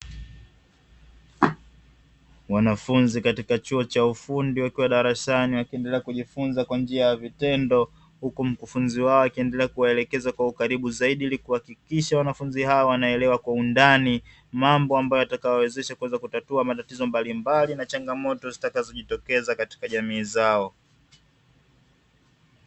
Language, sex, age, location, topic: Swahili, male, 25-35, Dar es Salaam, education